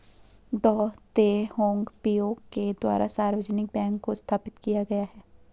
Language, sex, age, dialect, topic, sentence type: Hindi, female, 18-24, Garhwali, banking, statement